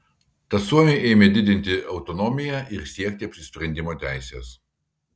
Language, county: Lithuanian, Kaunas